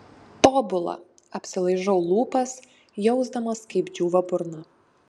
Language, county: Lithuanian, Panevėžys